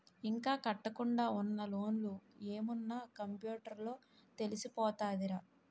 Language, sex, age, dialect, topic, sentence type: Telugu, female, 18-24, Utterandhra, banking, statement